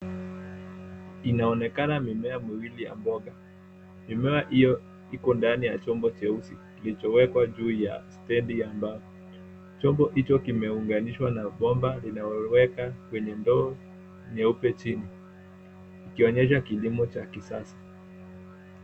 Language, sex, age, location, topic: Swahili, male, 18-24, Nairobi, agriculture